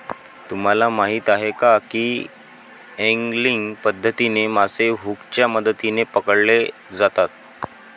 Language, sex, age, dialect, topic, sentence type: Marathi, male, 18-24, Varhadi, agriculture, statement